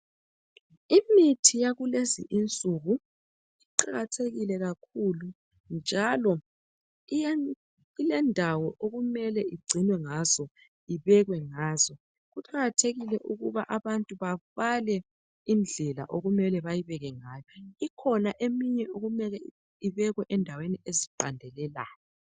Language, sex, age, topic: North Ndebele, male, 25-35, health